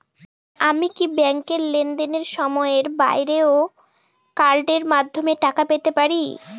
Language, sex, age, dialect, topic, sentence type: Bengali, female, <18, Northern/Varendri, banking, question